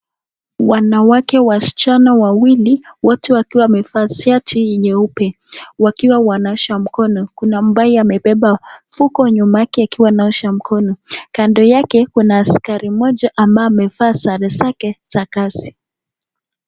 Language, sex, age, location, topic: Swahili, male, 36-49, Nakuru, health